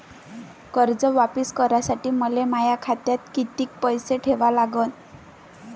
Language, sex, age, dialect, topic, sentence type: Marathi, female, 25-30, Varhadi, banking, question